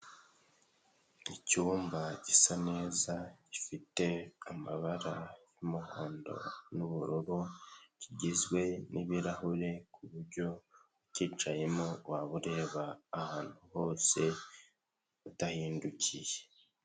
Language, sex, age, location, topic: Kinyarwanda, male, 18-24, Nyagatare, finance